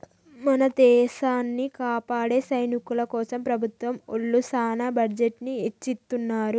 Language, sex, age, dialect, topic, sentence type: Telugu, female, 41-45, Telangana, banking, statement